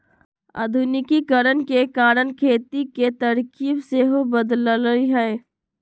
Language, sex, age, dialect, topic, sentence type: Magahi, female, 18-24, Western, agriculture, statement